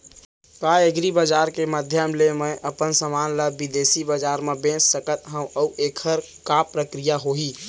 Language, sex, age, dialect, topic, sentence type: Chhattisgarhi, male, 18-24, Central, agriculture, question